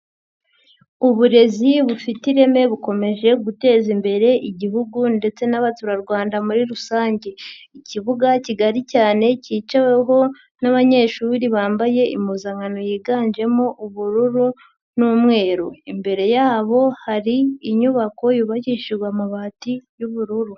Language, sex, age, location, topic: Kinyarwanda, female, 50+, Nyagatare, education